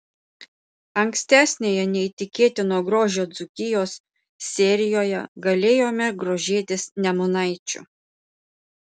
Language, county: Lithuanian, Panevėžys